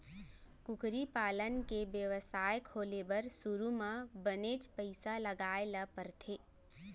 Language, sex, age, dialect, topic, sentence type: Chhattisgarhi, female, 18-24, Central, agriculture, statement